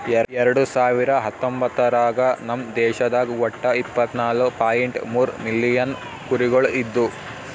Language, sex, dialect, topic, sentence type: Kannada, male, Northeastern, agriculture, statement